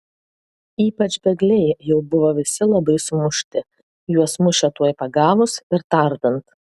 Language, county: Lithuanian, Vilnius